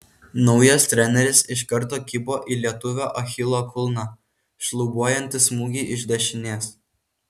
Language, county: Lithuanian, Kaunas